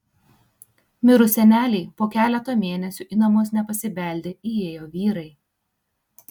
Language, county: Lithuanian, Tauragė